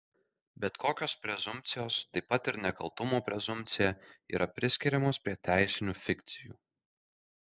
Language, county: Lithuanian, Kaunas